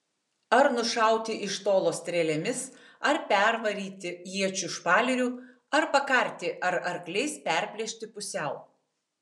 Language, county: Lithuanian, Tauragė